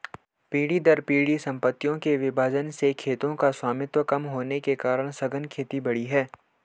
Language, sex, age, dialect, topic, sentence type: Hindi, male, 18-24, Hindustani Malvi Khadi Boli, agriculture, statement